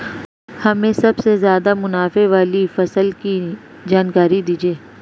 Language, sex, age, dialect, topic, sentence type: Hindi, female, 25-30, Marwari Dhudhari, agriculture, question